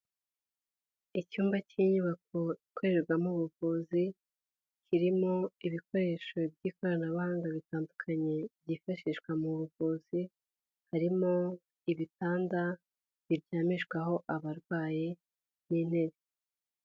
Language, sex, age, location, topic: Kinyarwanda, female, 18-24, Huye, health